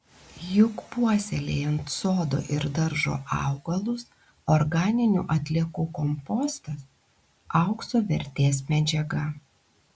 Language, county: Lithuanian, Klaipėda